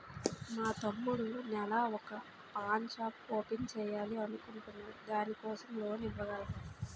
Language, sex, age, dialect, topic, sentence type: Telugu, female, 18-24, Utterandhra, banking, question